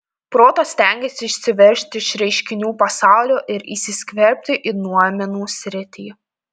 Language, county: Lithuanian, Panevėžys